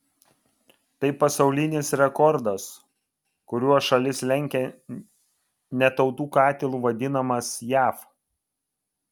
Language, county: Lithuanian, Vilnius